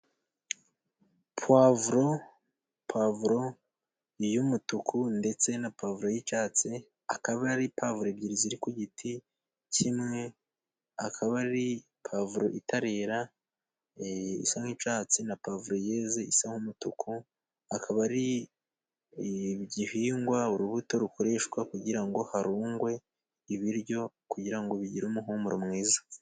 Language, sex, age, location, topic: Kinyarwanda, male, 18-24, Musanze, agriculture